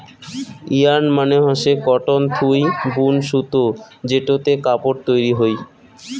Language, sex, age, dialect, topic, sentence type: Bengali, male, 25-30, Rajbangshi, agriculture, statement